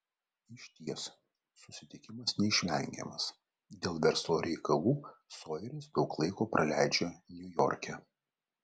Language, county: Lithuanian, Vilnius